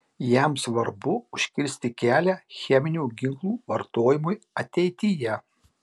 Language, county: Lithuanian, Marijampolė